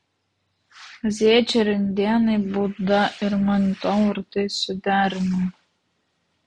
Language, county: Lithuanian, Vilnius